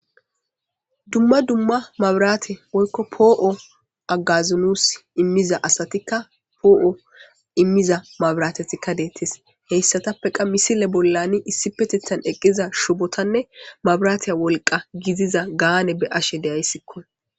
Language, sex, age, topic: Gamo, female, 18-24, government